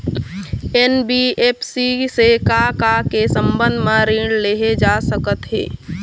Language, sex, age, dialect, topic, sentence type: Chhattisgarhi, female, 31-35, Eastern, banking, question